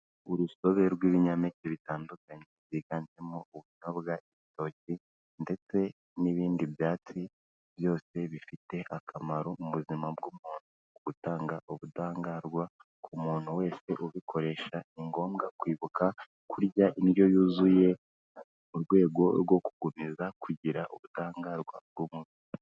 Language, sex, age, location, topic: Kinyarwanda, female, 25-35, Kigali, health